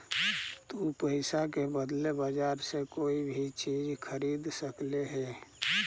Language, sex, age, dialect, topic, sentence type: Magahi, male, 36-40, Central/Standard, banking, statement